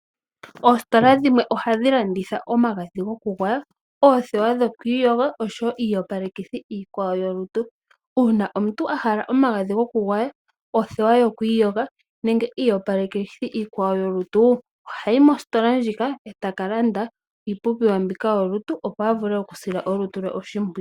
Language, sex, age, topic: Oshiwambo, female, 18-24, finance